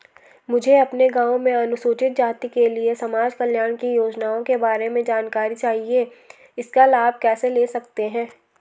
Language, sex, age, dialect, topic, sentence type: Hindi, female, 18-24, Garhwali, banking, question